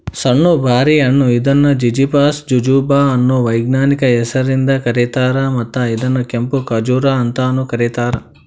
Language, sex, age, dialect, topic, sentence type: Kannada, male, 41-45, Dharwad Kannada, agriculture, statement